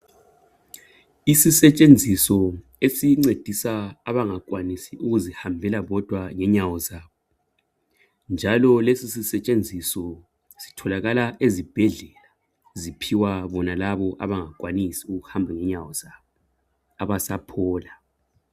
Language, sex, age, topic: North Ndebele, male, 50+, health